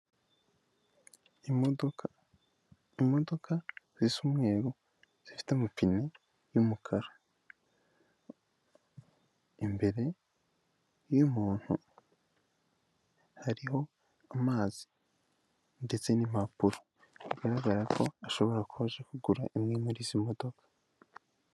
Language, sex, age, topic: Kinyarwanda, female, 18-24, finance